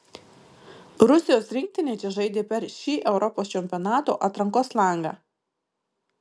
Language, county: Lithuanian, Marijampolė